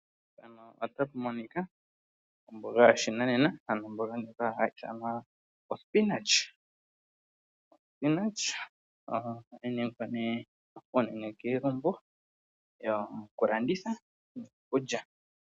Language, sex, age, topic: Oshiwambo, male, 18-24, agriculture